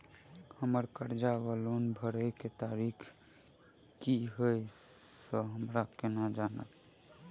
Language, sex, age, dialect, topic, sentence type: Maithili, male, 18-24, Southern/Standard, banking, question